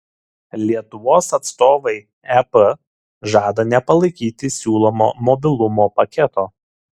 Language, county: Lithuanian, Šiauliai